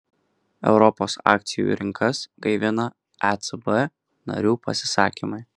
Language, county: Lithuanian, Kaunas